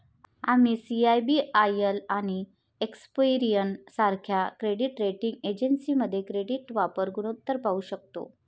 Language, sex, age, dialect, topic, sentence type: Marathi, female, 36-40, Varhadi, banking, statement